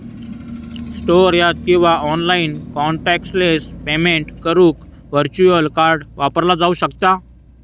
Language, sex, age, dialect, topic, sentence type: Marathi, male, 18-24, Southern Konkan, banking, statement